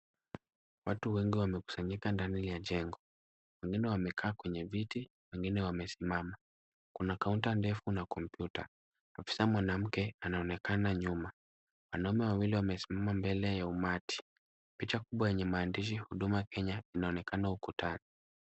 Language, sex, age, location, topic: Swahili, male, 25-35, Kisumu, government